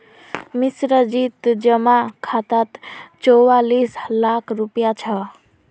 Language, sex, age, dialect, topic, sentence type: Magahi, female, 56-60, Northeastern/Surjapuri, banking, statement